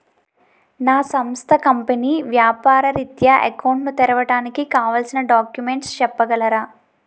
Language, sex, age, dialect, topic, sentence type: Telugu, female, 18-24, Utterandhra, banking, question